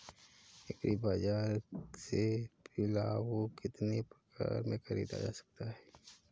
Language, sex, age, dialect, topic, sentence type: Hindi, male, 31-35, Awadhi Bundeli, agriculture, question